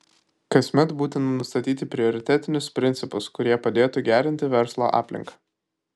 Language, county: Lithuanian, Kaunas